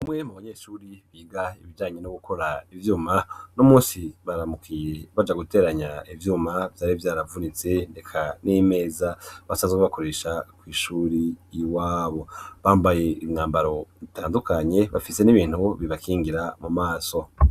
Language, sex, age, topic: Rundi, male, 25-35, education